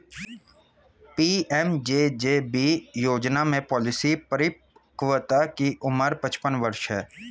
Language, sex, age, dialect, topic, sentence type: Hindi, male, 25-30, Hindustani Malvi Khadi Boli, banking, statement